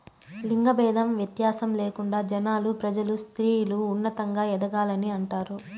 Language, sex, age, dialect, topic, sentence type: Telugu, female, 25-30, Southern, banking, statement